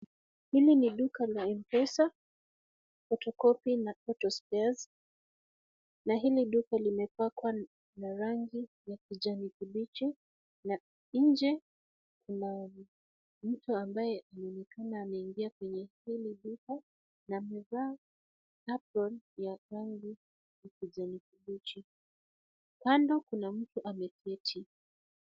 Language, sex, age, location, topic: Swahili, female, 25-35, Kisumu, finance